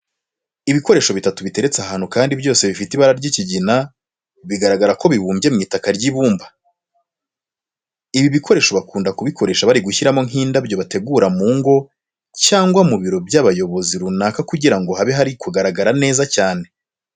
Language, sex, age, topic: Kinyarwanda, male, 25-35, education